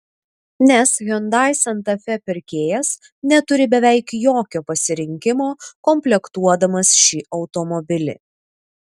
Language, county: Lithuanian, Vilnius